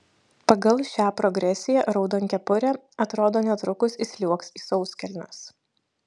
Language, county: Lithuanian, Šiauliai